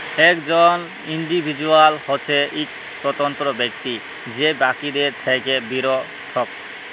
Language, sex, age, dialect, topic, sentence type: Bengali, male, 18-24, Jharkhandi, banking, statement